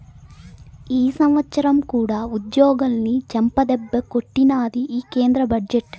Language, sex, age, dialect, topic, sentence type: Telugu, female, 18-24, Southern, banking, statement